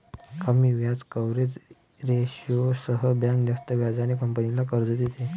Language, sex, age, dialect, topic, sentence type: Marathi, male, 18-24, Varhadi, banking, statement